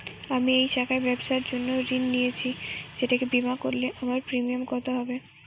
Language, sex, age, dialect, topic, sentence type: Bengali, female, 18-24, Northern/Varendri, banking, question